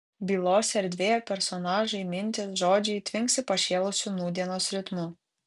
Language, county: Lithuanian, Kaunas